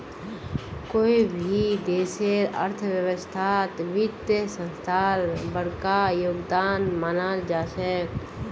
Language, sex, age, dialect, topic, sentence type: Magahi, female, 36-40, Northeastern/Surjapuri, banking, statement